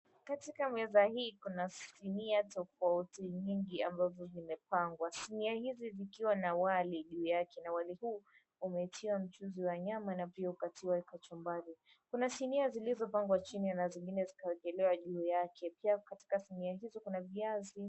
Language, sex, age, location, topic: Swahili, female, 18-24, Mombasa, agriculture